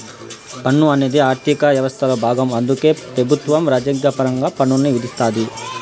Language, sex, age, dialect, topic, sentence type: Telugu, female, 31-35, Southern, banking, statement